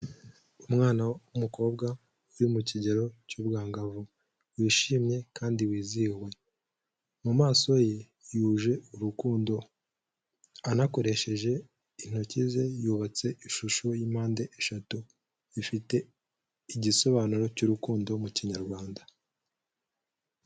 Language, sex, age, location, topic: Kinyarwanda, male, 18-24, Kigali, health